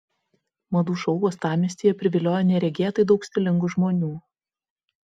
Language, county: Lithuanian, Vilnius